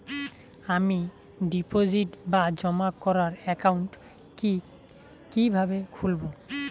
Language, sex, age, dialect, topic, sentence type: Bengali, male, 18-24, Rajbangshi, banking, question